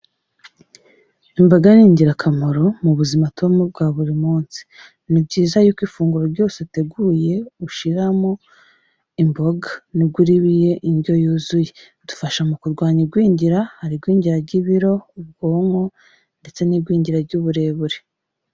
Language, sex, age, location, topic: Kinyarwanda, female, 25-35, Kigali, health